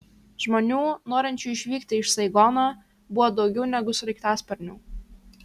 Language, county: Lithuanian, Kaunas